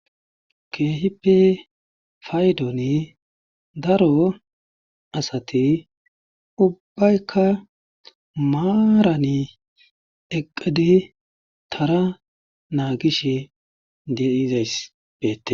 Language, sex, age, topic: Gamo, male, 25-35, government